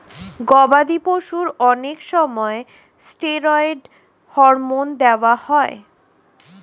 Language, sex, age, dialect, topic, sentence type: Bengali, female, 25-30, Standard Colloquial, agriculture, statement